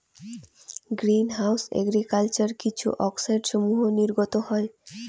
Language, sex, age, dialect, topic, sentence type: Bengali, female, 18-24, Rajbangshi, agriculture, question